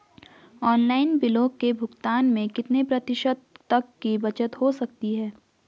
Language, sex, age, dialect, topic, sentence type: Hindi, female, 41-45, Garhwali, banking, question